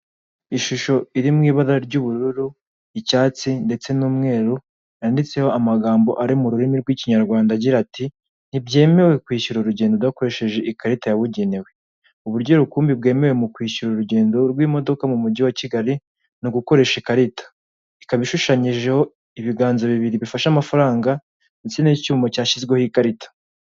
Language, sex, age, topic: Kinyarwanda, male, 18-24, government